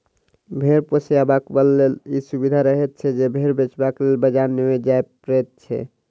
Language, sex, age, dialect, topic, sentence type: Maithili, male, 60-100, Southern/Standard, agriculture, statement